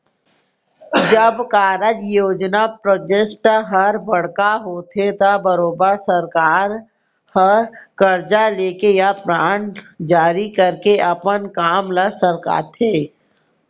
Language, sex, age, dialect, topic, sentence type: Chhattisgarhi, female, 18-24, Central, banking, statement